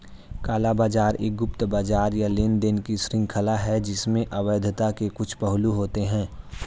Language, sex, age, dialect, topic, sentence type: Hindi, male, 46-50, Hindustani Malvi Khadi Boli, banking, statement